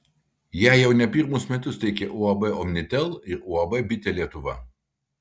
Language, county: Lithuanian, Kaunas